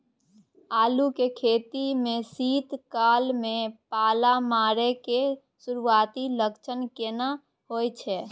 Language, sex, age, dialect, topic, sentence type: Maithili, female, 18-24, Bajjika, agriculture, question